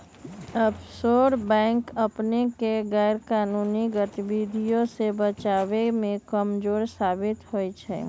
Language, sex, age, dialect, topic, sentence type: Magahi, male, 18-24, Western, banking, statement